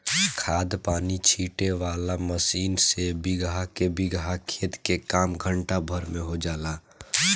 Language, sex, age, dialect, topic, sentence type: Bhojpuri, male, <18, Southern / Standard, agriculture, statement